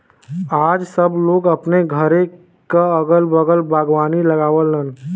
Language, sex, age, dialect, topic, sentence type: Bhojpuri, male, 18-24, Western, agriculture, statement